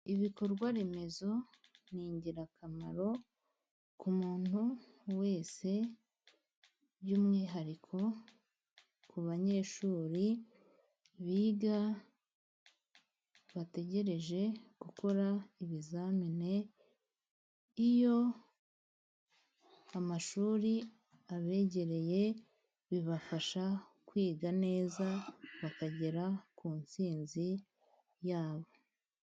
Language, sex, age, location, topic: Kinyarwanda, female, 25-35, Musanze, government